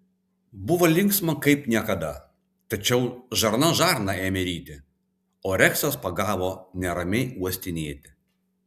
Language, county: Lithuanian, Vilnius